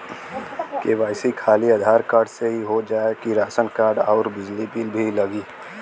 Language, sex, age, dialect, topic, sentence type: Bhojpuri, male, 18-24, Western, banking, question